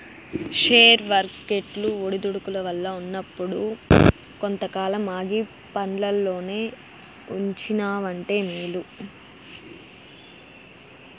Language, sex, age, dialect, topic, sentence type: Telugu, female, 18-24, Southern, banking, statement